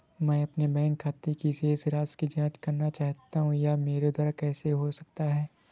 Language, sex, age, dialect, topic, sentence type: Hindi, male, 25-30, Awadhi Bundeli, banking, question